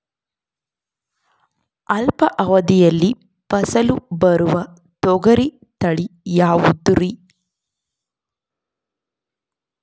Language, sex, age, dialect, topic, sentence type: Kannada, female, 25-30, Central, agriculture, question